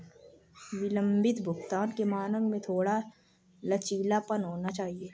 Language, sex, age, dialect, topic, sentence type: Hindi, female, 60-100, Kanauji Braj Bhasha, banking, statement